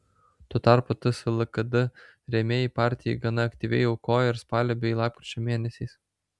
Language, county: Lithuanian, Vilnius